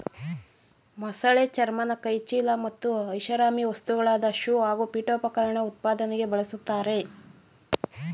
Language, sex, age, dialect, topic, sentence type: Kannada, female, 41-45, Mysore Kannada, agriculture, statement